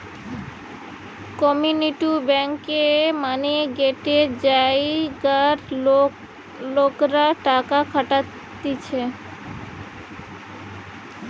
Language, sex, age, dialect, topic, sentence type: Bengali, female, 31-35, Western, banking, statement